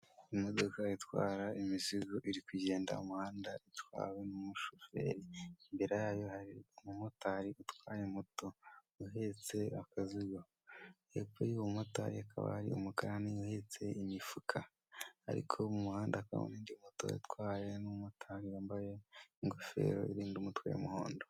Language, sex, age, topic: Kinyarwanda, male, 18-24, government